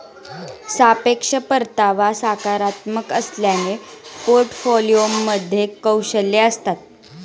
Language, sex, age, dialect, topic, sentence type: Marathi, male, 41-45, Standard Marathi, banking, statement